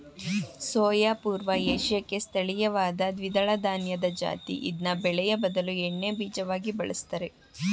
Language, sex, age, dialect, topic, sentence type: Kannada, female, 18-24, Mysore Kannada, agriculture, statement